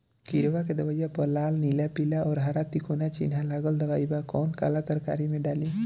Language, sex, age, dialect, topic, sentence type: Bhojpuri, male, 18-24, Northern, agriculture, question